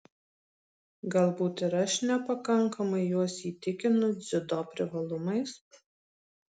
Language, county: Lithuanian, Marijampolė